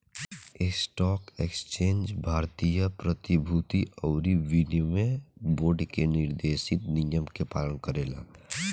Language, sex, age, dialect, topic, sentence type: Bhojpuri, male, <18, Southern / Standard, banking, statement